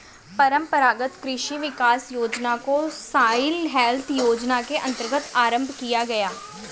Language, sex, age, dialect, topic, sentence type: Hindi, female, 18-24, Hindustani Malvi Khadi Boli, agriculture, statement